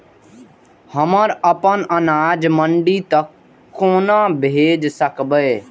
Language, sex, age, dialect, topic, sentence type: Maithili, male, 18-24, Eastern / Thethi, agriculture, question